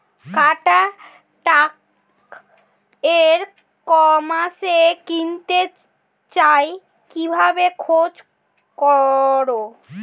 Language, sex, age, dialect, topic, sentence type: Bengali, female, <18, Standard Colloquial, agriculture, question